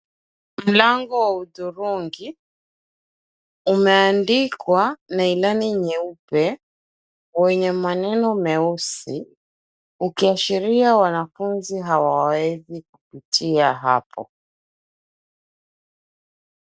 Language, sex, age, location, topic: Swahili, female, 25-35, Mombasa, education